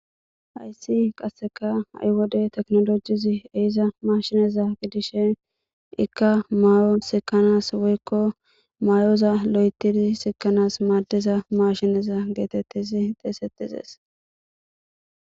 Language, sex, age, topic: Gamo, female, 18-24, government